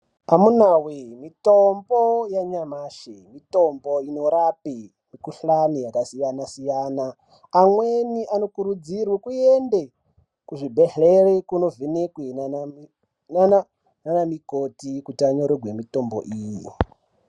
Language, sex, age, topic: Ndau, male, 18-24, health